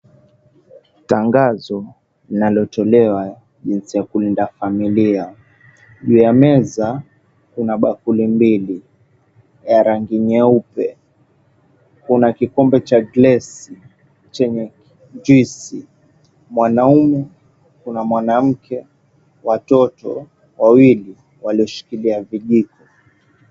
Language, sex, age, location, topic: Swahili, male, 18-24, Mombasa, finance